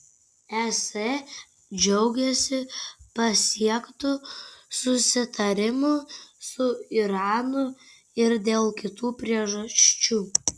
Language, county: Lithuanian, Kaunas